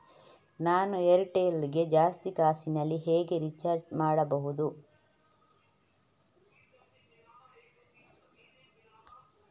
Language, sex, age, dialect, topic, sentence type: Kannada, female, 31-35, Coastal/Dakshin, banking, question